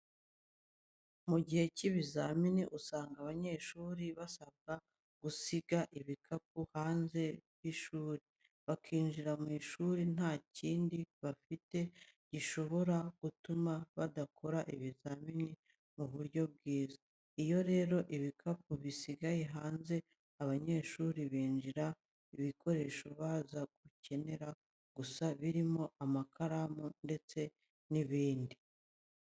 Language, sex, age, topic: Kinyarwanda, female, 18-24, education